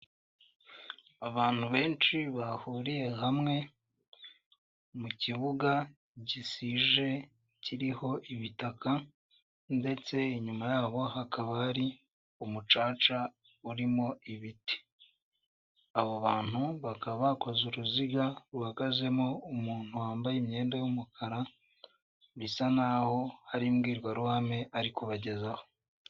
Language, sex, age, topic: Kinyarwanda, male, 18-24, government